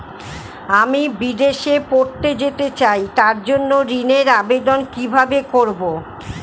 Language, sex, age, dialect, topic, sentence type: Bengali, female, 60-100, Standard Colloquial, banking, question